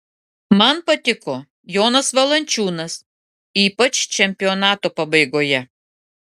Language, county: Lithuanian, Klaipėda